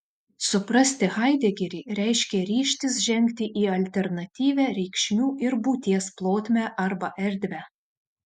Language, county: Lithuanian, Šiauliai